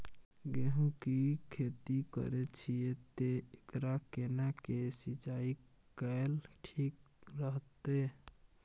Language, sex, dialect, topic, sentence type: Maithili, male, Bajjika, agriculture, question